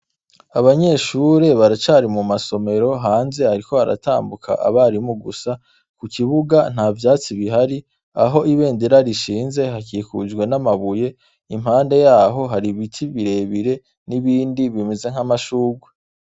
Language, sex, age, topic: Rundi, male, 25-35, education